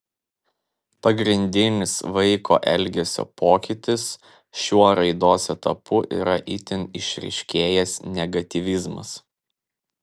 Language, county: Lithuanian, Vilnius